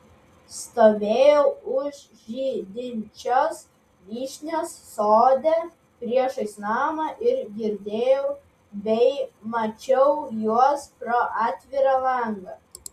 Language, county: Lithuanian, Vilnius